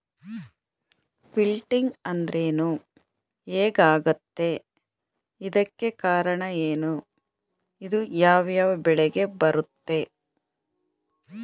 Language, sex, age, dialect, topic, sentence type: Kannada, female, 41-45, Mysore Kannada, agriculture, statement